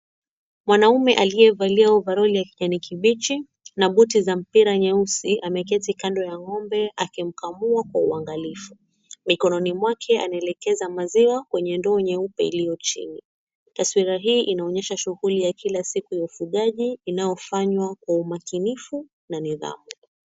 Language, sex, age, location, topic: Swahili, female, 25-35, Mombasa, agriculture